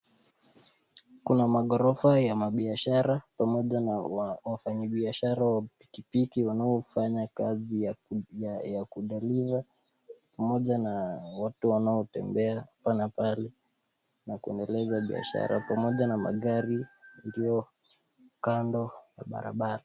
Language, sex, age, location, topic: Swahili, male, 18-24, Nakuru, government